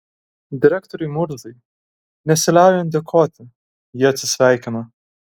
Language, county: Lithuanian, Kaunas